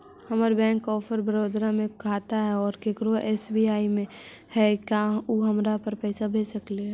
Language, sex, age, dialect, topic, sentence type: Magahi, female, 18-24, Central/Standard, banking, question